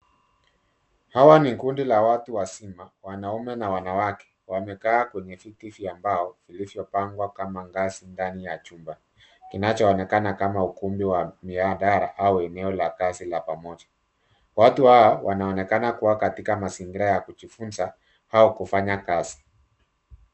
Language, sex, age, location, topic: Swahili, male, 50+, Nairobi, education